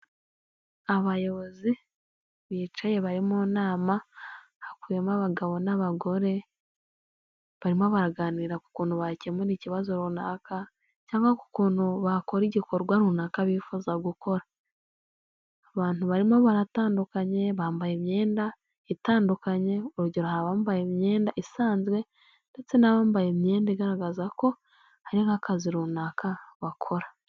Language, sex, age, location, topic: Kinyarwanda, female, 18-24, Kigali, health